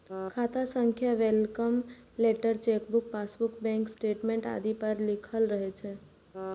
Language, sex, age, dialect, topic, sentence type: Maithili, female, 18-24, Eastern / Thethi, banking, statement